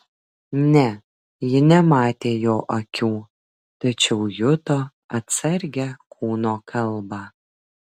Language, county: Lithuanian, Vilnius